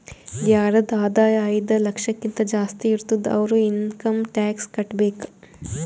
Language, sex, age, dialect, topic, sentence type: Kannada, female, 18-24, Northeastern, banking, statement